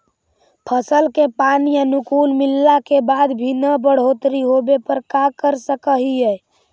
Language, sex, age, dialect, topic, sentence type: Magahi, male, 51-55, Central/Standard, agriculture, question